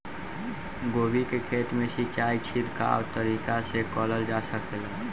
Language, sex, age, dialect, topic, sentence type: Bhojpuri, male, <18, Southern / Standard, agriculture, question